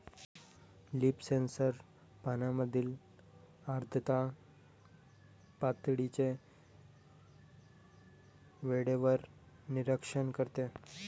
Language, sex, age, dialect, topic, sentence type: Marathi, male, 18-24, Varhadi, agriculture, statement